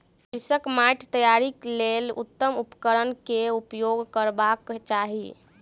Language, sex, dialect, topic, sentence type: Maithili, female, Southern/Standard, agriculture, statement